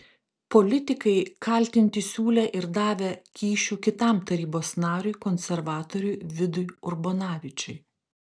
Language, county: Lithuanian, Klaipėda